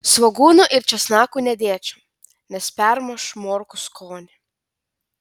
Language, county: Lithuanian, Telšiai